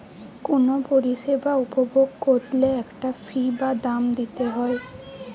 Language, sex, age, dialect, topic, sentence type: Bengali, female, 18-24, Western, banking, statement